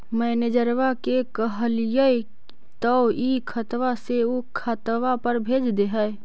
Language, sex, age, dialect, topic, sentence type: Magahi, female, 36-40, Central/Standard, banking, question